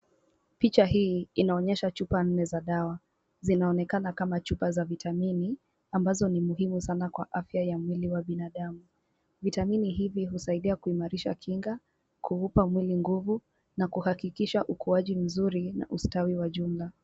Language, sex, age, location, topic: Swahili, female, 18-24, Kisumu, health